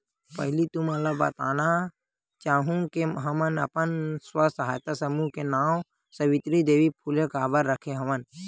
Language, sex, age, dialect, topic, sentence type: Chhattisgarhi, male, 41-45, Western/Budati/Khatahi, banking, statement